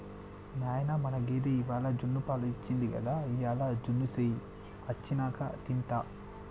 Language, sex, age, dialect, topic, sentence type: Telugu, male, 18-24, Telangana, agriculture, statement